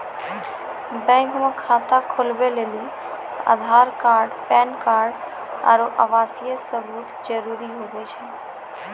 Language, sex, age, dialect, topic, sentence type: Maithili, female, 18-24, Angika, banking, statement